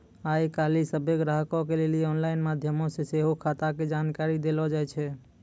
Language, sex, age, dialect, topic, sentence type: Maithili, male, 25-30, Angika, banking, statement